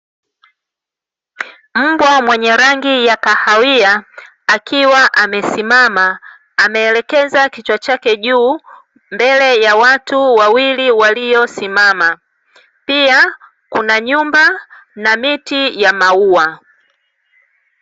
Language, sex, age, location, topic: Swahili, female, 36-49, Dar es Salaam, agriculture